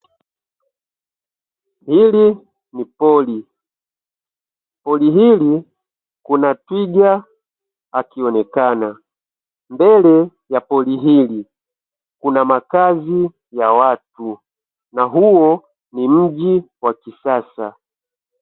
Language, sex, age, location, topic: Swahili, male, 25-35, Dar es Salaam, agriculture